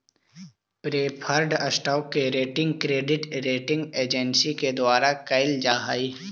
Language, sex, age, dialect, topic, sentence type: Magahi, male, 18-24, Central/Standard, banking, statement